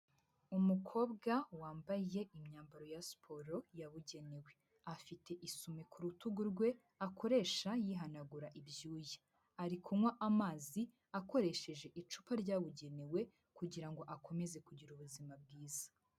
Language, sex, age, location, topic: Kinyarwanda, female, 18-24, Huye, health